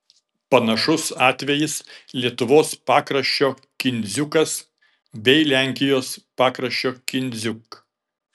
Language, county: Lithuanian, Šiauliai